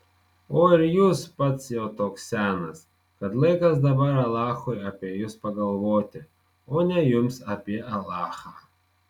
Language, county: Lithuanian, Marijampolė